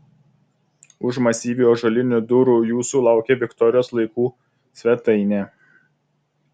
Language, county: Lithuanian, Vilnius